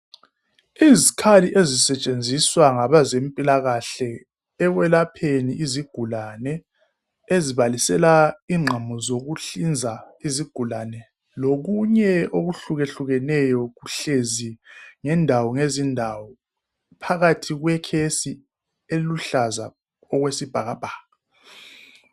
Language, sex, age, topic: North Ndebele, male, 36-49, health